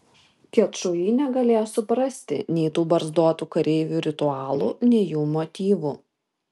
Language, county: Lithuanian, Vilnius